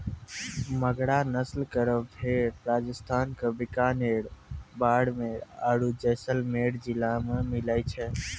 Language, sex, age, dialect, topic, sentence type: Maithili, male, 18-24, Angika, agriculture, statement